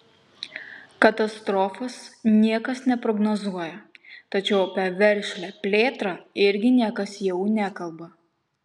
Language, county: Lithuanian, Kaunas